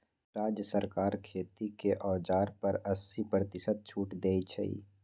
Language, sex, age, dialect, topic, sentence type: Magahi, male, 25-30, Western, agriculture, statement